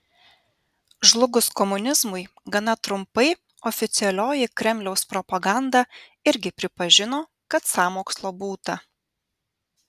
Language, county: Lithuanian, Vilnius